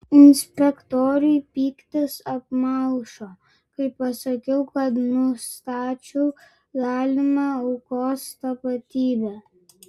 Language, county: Lithuanian, Vilnius